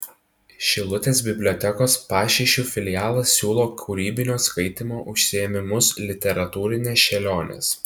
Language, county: Lithuanian, Tauragė